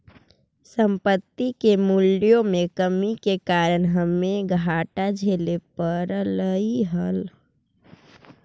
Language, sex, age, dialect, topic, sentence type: Magahi, female, 25-30, Central/Standard, agriculture, statement